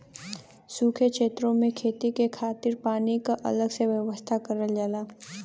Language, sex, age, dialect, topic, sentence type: Bhojpuri, female, 18-24, Western, agriculture, statement